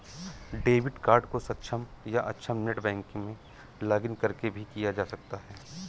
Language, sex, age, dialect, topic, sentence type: Hindi, male, 46-50, Awadhi Bundeli, banking, statement